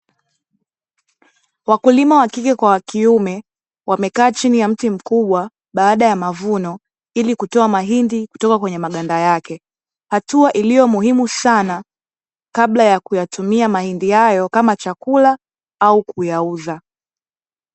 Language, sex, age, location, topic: Swahili, female, 18-24, Dar es Salaam, agriculture